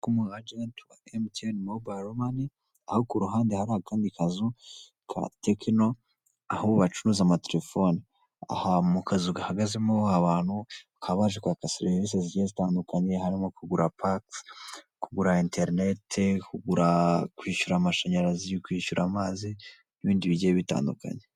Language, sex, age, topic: Kinyarwanda, male, 18-24, finance